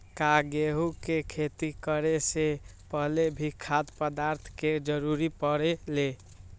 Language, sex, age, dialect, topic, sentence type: Magahi, male, 18-24, Western, agriculture, question